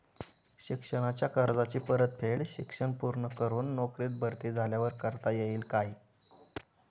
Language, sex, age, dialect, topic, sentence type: Marathi, male, 18-24, Standard Marathi, banking, question